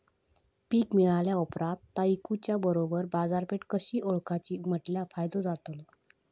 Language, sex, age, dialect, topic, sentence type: Marathi, female, 25-30, Southern Konkan, agriculture, question